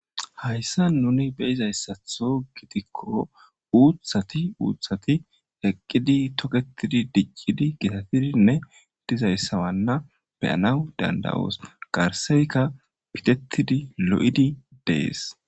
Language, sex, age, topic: Gamo, male, 18-24, government